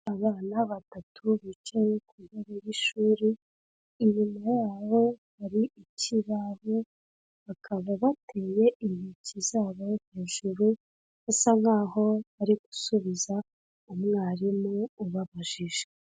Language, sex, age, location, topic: Kinyarwanda, female, 25-35, Kigali, health